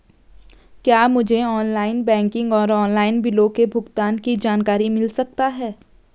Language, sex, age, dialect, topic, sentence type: Hindi, female, 18-24, Garhwali, banking, question